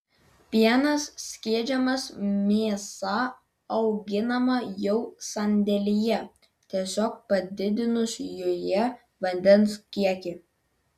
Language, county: Lithuanian, Vilnius